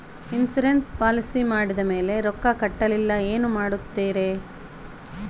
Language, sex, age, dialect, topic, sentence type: Kannada, female, 31-35, Central, banking, question